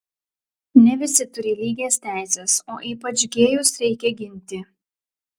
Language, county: Lithuanian, Klaipėda